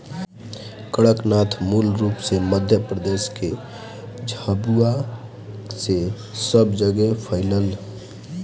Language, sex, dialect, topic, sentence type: Bhojpuri, male, Northern, agriculture, statement